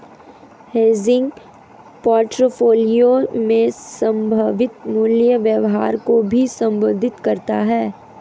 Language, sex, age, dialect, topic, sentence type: Hindi, female, 18-24, Marwari Dhudhari, banking, statement